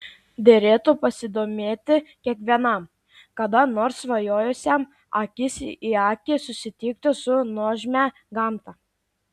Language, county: Lithuanian, Klaipėda